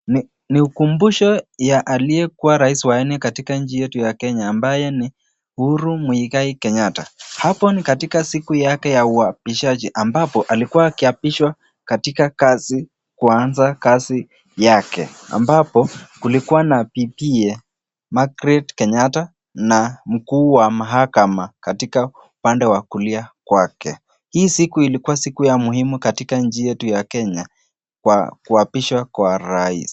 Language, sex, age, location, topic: Swahili, male, 18-24, Nakuru, government